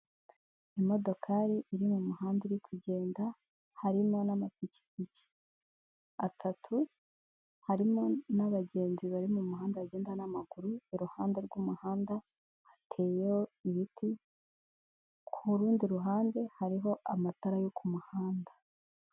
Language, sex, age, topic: Kinyarwanda, female, 18-24, government